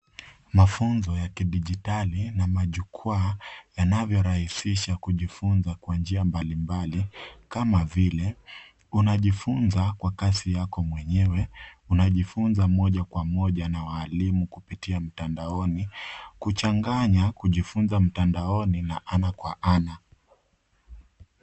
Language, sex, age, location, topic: Swahili, male, 25-35, Nairobi, education